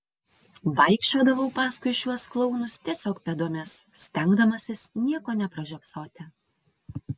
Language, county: Lithuanian, Vilnius